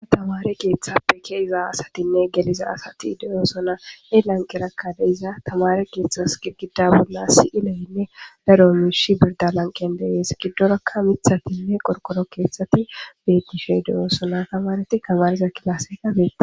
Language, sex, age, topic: Gamo, female, 25-35, government